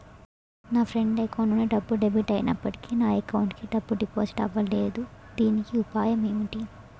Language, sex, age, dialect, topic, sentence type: Telugu, female, 18-24, Utterandhra, banking, question